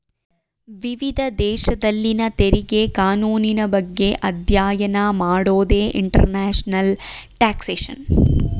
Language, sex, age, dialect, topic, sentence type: Kannada, female, 25-30, Mysore Kannada, banking, statement